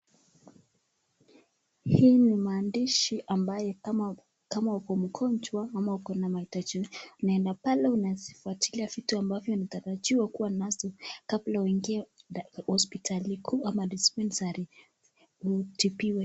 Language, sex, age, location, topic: Swahili, female, 25-35, Nakuru, finance